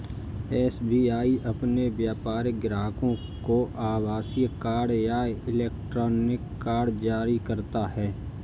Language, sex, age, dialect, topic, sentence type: Hindi, male, 25-30, Kanauji Braj Bhasha, banking, statement